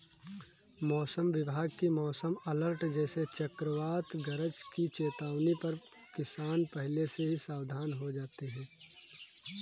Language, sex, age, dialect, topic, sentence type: Hindi, male, 18-24, Kanauji Braj Bhasha, agriculture, statement